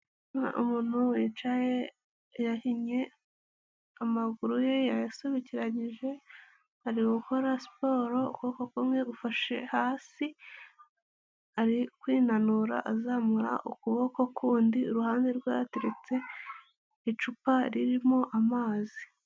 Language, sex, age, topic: Kinyarwanda, female, 18-24, health